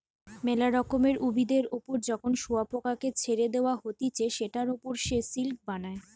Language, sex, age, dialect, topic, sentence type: Bengali, female, 25-30, Western, agriculture, statement